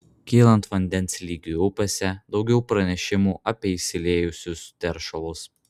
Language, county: Lithuanian, Vilnius